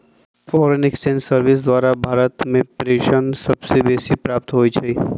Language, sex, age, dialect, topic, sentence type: Magahi, male, 25-30, Western, banking, statement